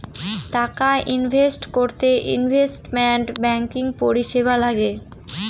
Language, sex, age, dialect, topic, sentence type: Bengali, female, 18-24, Northern/Varendri, banking, statement